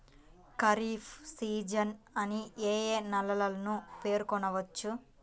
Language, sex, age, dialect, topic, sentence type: Telugu, female, 18-24, Central/Coastal, agriculture, question